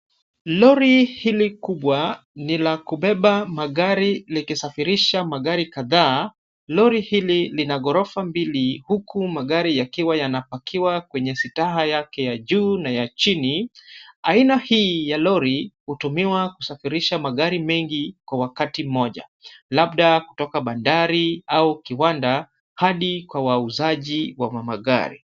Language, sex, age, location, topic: Swahili, male, 25-35, Kisumu, finance